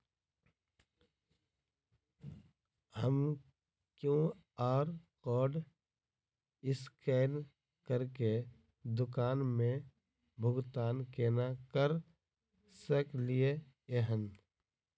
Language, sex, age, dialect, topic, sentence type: Maithili, male, 18-24, Southern/Standard, banking, question